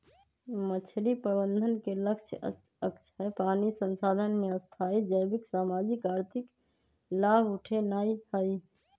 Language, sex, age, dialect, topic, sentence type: Magahi, female, 25-30, Western, agriculture, statement